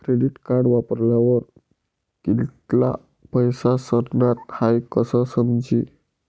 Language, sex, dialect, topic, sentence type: Marathi, male, Northern Konkan, banking, statement